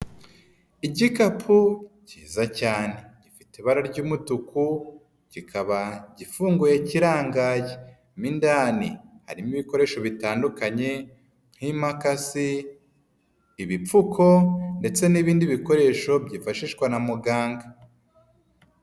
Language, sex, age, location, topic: Kinyarwanda, female, 25-35, Nyagatare, health